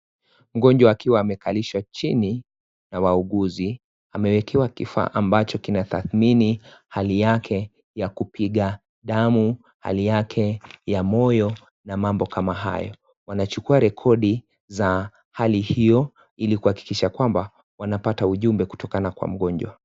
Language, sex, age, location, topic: Swahili, male, 25-35, Kisii, health